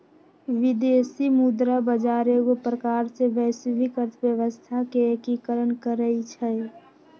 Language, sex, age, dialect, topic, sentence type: Magahi, female, 41-45, Western, banking, statement